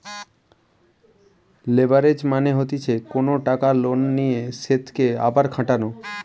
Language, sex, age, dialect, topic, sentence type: Bengali, male, 18-24, Western, banking, statement